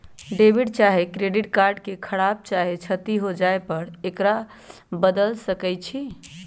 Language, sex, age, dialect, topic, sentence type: Magahi, male, 25-30, Western, banking, statement